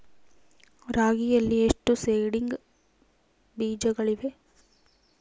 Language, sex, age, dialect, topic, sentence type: Kannada, female, 18-24, Central, agriculture, question